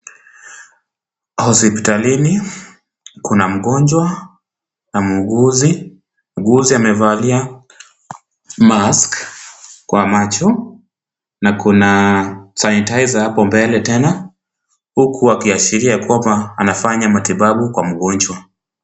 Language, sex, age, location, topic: Swahili, male, 25-35, Kisumu, health